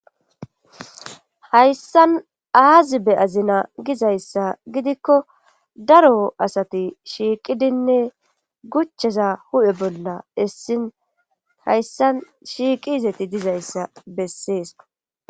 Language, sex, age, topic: Gamo, female, 36-49, government